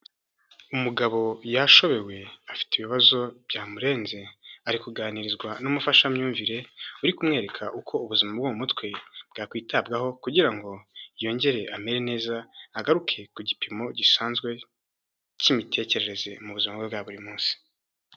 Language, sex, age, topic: Kinyarwanda, male, 18-24, health